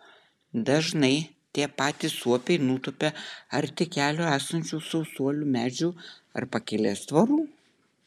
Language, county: Lithuanian, Utena